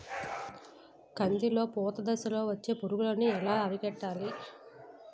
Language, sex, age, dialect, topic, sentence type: Telugu, female, 36-40, Utterandhra, agriculture, question